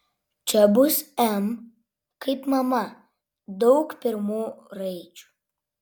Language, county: Lithuanian, Vilnius